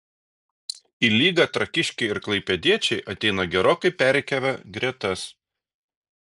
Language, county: Lithuanian, Šiauliai